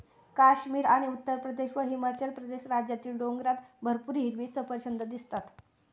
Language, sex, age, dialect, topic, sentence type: Marathi, female, 18-24, Standard Marathi, agriculture, statement